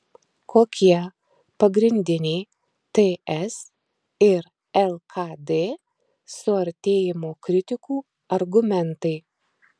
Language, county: Lithuanian, Marijampolė